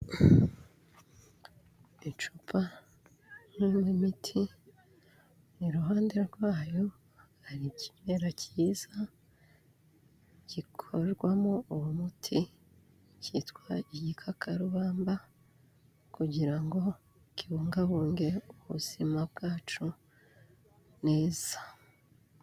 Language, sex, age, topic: Kinyarwanda, female, 36-49, health